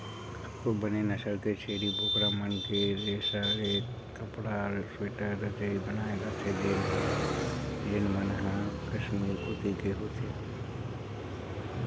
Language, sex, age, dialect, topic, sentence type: Chhattisgarhi, male, 18-24, Western/Budati/Khatahi, agriculture, statement